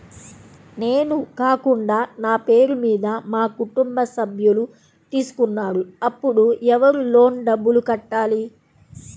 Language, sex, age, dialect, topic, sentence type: Telugu, female, 31-35, Central/Coastal, banking, question